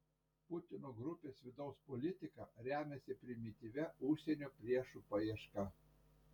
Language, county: Lithuanian, Panevėžys